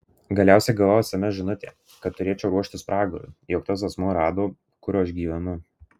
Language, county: Lithuanian, Marijampolė